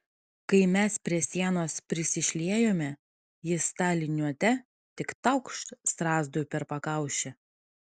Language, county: Lithuanian, Kaunas